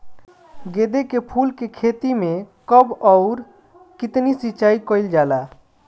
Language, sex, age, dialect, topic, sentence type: Bhojpuri, male, 25-30, Northern, agriculture, question